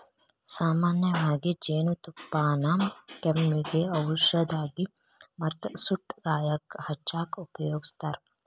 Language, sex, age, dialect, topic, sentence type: Kannada, female, 18-24, Dharwad Kannada, agriculture, statement